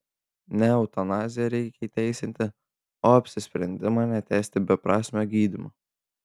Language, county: Lithuanian, Panevėžys